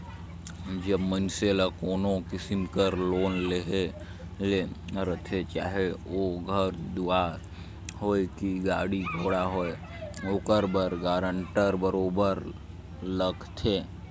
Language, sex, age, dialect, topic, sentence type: Chhattisgarhi, male, 18-24, Northern/Bhandar, banking, statement